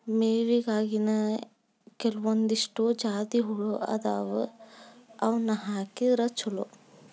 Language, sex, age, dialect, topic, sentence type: Kannada, female, 18-24, Dharwad Kannada, agriculture, statement